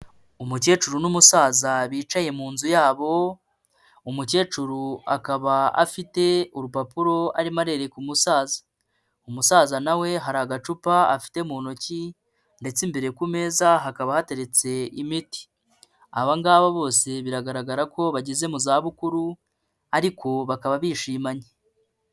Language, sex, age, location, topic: Kinyarwanda, male, 25-35, Kigali, health